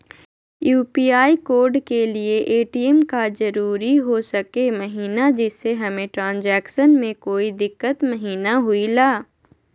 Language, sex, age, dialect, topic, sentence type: Magahi, female, 51-55, Southern, banking, question